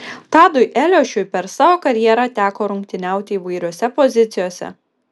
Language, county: Lithuanian, Kaunas